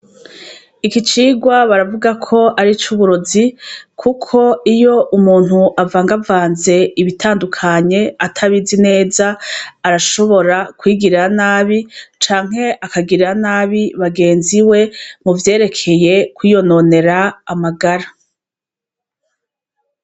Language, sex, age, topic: Rundi, female, 36-49, education